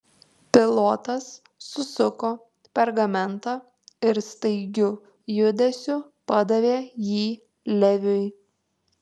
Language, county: Lithuanian, Tauragė